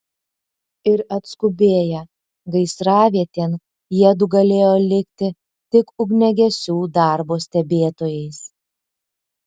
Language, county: Lithuanian, Alytus